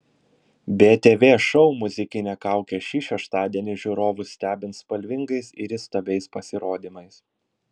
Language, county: Lithuanian, Vilnius